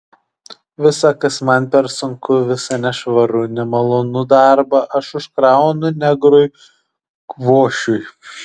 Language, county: Lithuanian, Šiauliai